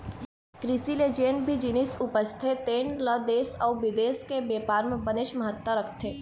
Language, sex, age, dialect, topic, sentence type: Chhattisgarhi, female, 18-24, Eastern, banking, statement